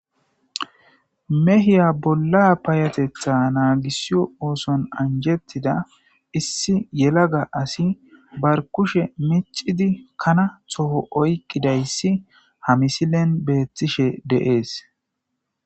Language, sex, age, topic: Gamo, male, 18-24, agriculture